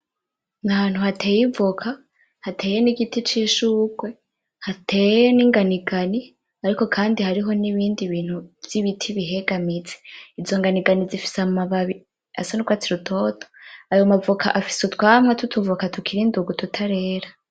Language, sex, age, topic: Rundi, female, 18-24, agriculture